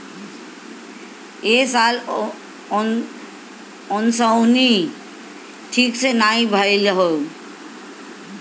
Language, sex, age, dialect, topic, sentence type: Bhojpuri, female, 51-55, Northern, agriculture, statement